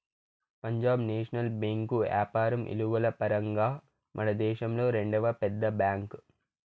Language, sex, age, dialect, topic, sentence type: Telugu, male, 25-30, Southern, banking, statement